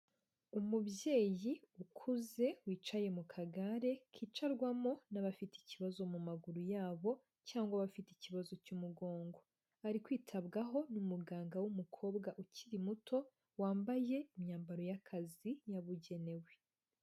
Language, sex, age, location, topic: Kinyarwanda, female, 25-35, Huye, health